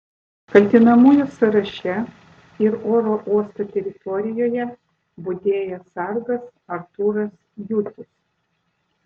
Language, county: Lithuanian, Vilnius